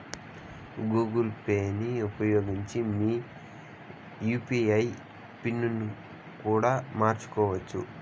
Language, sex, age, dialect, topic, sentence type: Telugu, male, 25-30, Southern, banking, statement